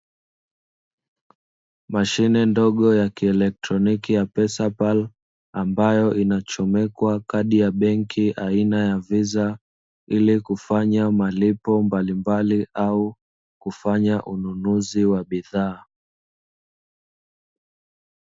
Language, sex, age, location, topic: Swahili, male, 25-35, Dar es Salaam, finance